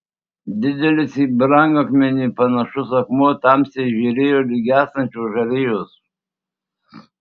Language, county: Lithuanian, Tauragė